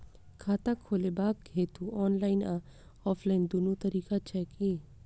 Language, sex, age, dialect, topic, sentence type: Maithili, female, 25-30, Southern/Standard, banking, question